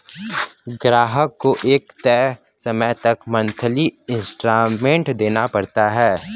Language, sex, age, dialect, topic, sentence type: Hindi, male, 25-30, Kanauji Braj Bhasha, banking, statement